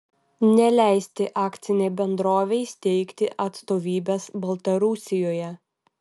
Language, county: Lithuanian, Vilnius